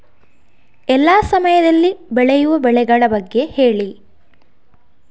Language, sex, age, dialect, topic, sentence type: Kannada, female, 51-55, Coastal/Dakshin, agriculture, question